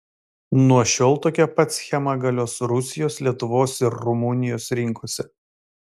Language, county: Lithuanian, Vilnius